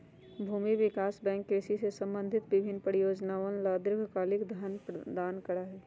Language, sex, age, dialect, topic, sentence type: Magahi, female, 31-35, Western, banking, statement